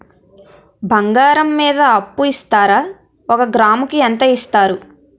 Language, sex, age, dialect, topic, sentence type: Telugu, female, 18-24, Utterandhra, banking, question